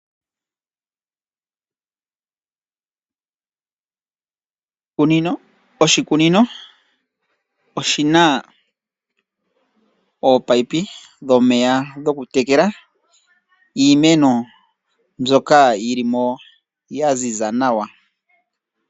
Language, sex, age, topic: Oshiwambo, male, 25-35, agriculture